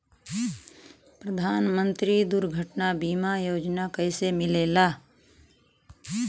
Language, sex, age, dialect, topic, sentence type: Bhojpuri, female, 18-24, Western, banking, question